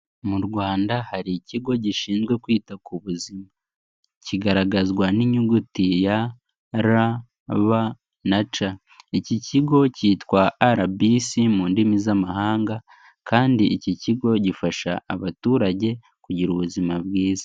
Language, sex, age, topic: Kinyarwanda, male, 18-24, health